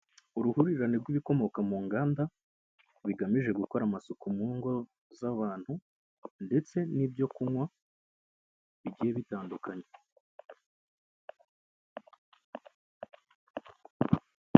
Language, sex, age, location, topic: Kinyarwanda, male, 25-35, Kigali, health